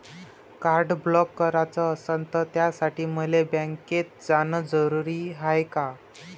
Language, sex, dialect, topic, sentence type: Marathi, male, Varhadi, banking, question